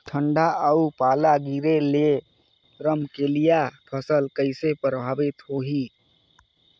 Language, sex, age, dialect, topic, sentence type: Chhattisgarhi, male, 25-30, Northern/Bhandar, agriculture, question